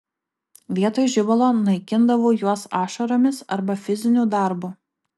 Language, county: Lithuanian, Kaunas